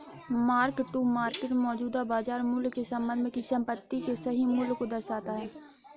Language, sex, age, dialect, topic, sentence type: Hindi, female, 60-100, Awadhi Bundeli, banking, statement